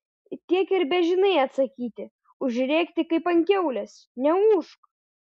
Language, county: Lithuanian, Šiauliai